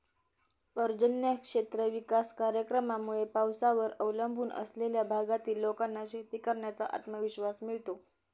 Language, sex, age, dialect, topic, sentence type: Marathi, female, 18-24, Standard Marathi, agriculture, statement